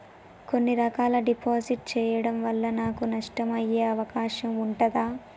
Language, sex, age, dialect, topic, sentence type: Telugu, female, 18-24, Telangana, banking, question